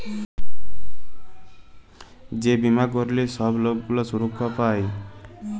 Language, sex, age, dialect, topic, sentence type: Bengali, male, 25-30, Jharkhandi, banking, statement